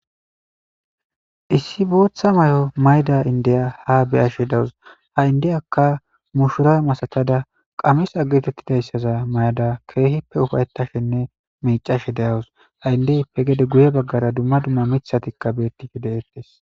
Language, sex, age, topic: Gamo, male, 18-24, government